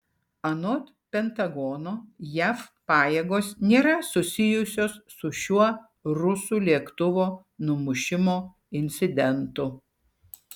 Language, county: Lithuanian, Šiauliai